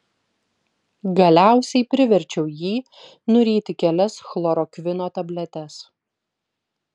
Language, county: Lithuanian, Vilnius